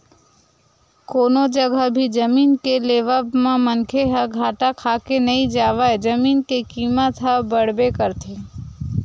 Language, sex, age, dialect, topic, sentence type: Chhattisgarhi, female, 46-50, Western/Budati/Khatahi, banking, statement